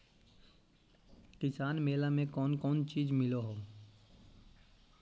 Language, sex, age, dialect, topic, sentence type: Magahi, male, 18-24, Central/Standard, agriculture, question